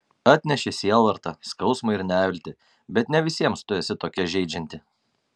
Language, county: Lithuanian, Kaunas